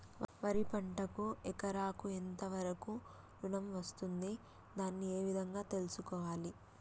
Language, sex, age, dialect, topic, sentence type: Telugu, female, 25-30, Telangana, agriculture, question